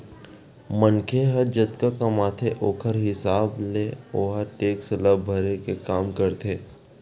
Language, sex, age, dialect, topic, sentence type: Chhattisgarhi, male, 31-35, Western/Budati/Khatahi, banking, statement